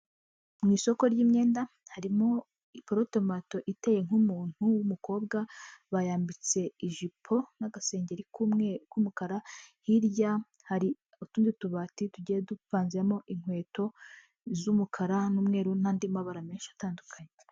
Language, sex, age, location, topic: Kinyarwanda, female, 25-35, Huye, finance